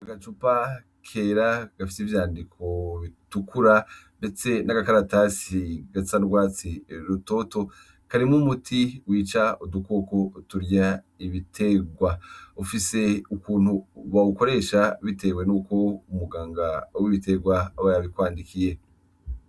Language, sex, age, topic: Rundi, male, 25-35, agriculture